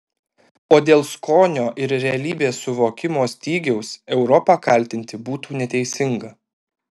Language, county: Lithuanian, Alytus